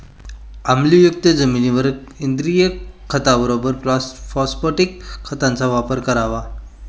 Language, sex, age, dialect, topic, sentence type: Marathi, male, 25-30, Standard Marathi, agriculture, statement